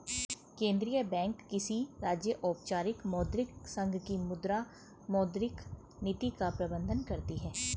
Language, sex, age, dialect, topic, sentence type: Hindi, female, 41-45, Hindustani Malvi Khadi Boli, banking, statement